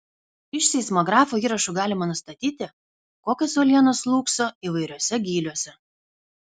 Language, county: Lithuanian, Kaunas